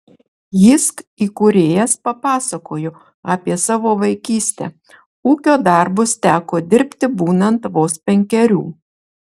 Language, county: Lithuanian, Marijampolė